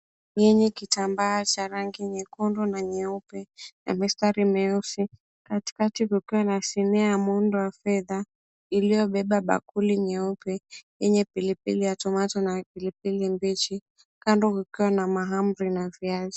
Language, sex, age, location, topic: Swahili, female, 18-24, Mombasa, agriculture